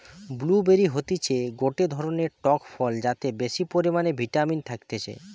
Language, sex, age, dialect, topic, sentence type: Bengali, male, 25-30, Western, agriculture, statement